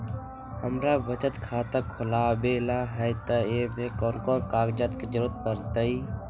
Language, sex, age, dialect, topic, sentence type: Magahi, male, 18-24, Western, banking, question